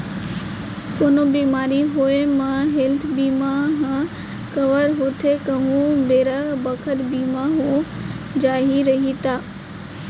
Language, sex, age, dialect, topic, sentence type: Chhattisgarhi, female, 18-24, Central, banking, statement